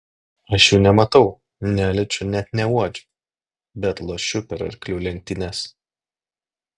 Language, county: Lithuanian, Klaipėda